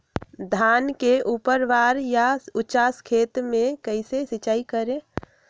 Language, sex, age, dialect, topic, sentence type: Magahi, female, 25-30, Western, agriculture, question